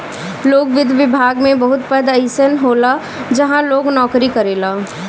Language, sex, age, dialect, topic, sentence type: Bhojpuri, female, 31-35, Northern, banking, statement